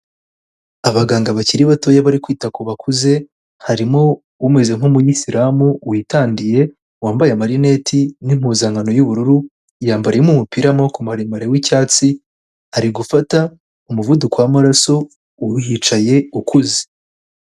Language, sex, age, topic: Kinyarwanda, male, 18-24, health